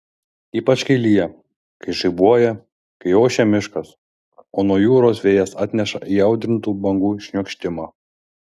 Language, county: Lithuanian, Šiauliai